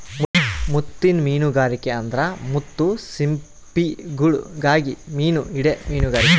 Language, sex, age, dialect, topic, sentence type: Kannada, male, 31-35, Central, agriculture, statement